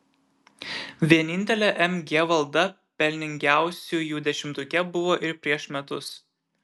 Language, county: Lithuanian, Šiauliai